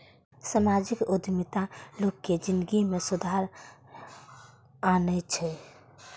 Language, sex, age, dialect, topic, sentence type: Maithili, female, 41-45, Eastern / Thethi, banking, statement